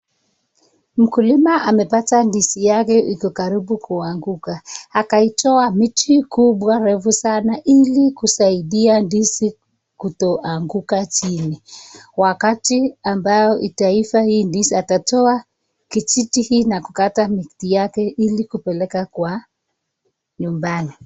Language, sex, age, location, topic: Swahili, female, 25-35, Nakuru, agriculture